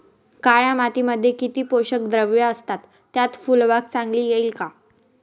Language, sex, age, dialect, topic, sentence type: Marathi, female, 18-24, Northern Konkan, agriculture, question